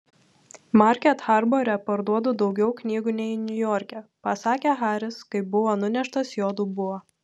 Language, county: Lithuanian, Telšiai